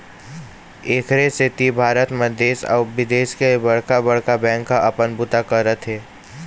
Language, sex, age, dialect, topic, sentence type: Chhattisgarhi, male, 46-50, Eastern, banking, statement